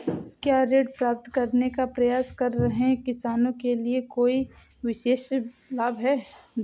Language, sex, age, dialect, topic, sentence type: Hindi, female, 18-24, Awadhi Bundeli, agriculture, statement